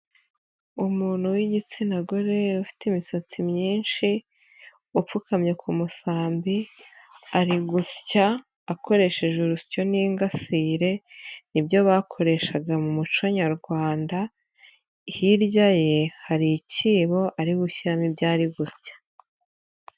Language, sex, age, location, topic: Kinyarwanda, female, 25-35, Nyagatare, government